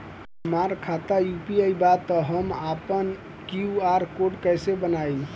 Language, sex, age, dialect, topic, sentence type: Bhojpuri, male, 18-24, Southern / Standard, banking, question